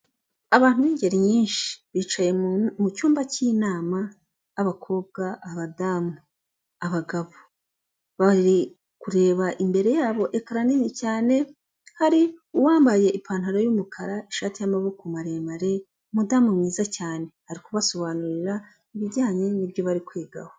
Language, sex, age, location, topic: Kinyarwanda, female, 36-49, Kigali, government